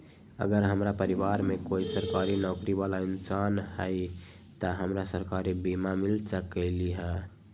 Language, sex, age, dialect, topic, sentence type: Magahi, male, 18-24, Western, agriculture, question